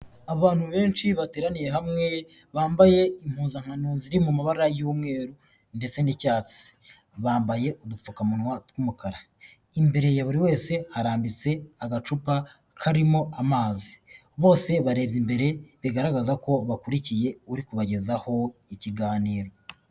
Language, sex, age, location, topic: Kinyarwanda, male, 25-35, Kigali, health